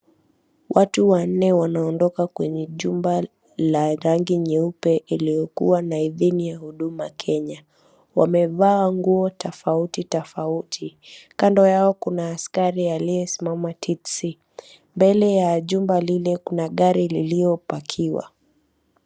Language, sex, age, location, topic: Swahili, female, 18-24, Mombasa, government